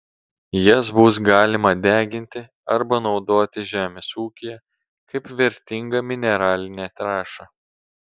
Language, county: Lithuanian, Telšiai